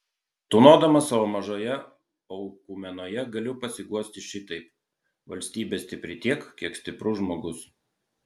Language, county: Lithuanian, Klaipėda